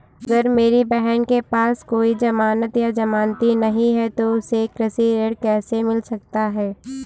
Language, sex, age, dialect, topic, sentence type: Hindi, female, 18-24, Kanauji Braj Bhasha, agriculture, statement